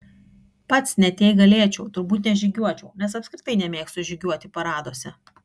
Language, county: Lithuanian, Kaunas